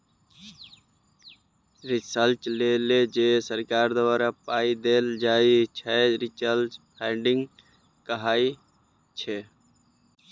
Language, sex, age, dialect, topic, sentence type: Maithili, male, 18-24, Bajjika, banking, statement